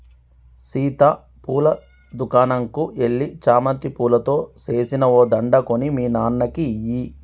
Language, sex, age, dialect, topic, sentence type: Telugu, male, 36-40, Telangana, agriculture, statement